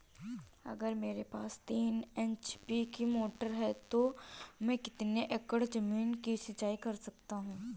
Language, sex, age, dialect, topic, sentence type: Hindi, female, 18-24, Marwari Dhudhari, agriculture, question